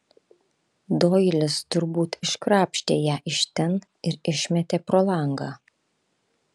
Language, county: Lithuanian, Kaunas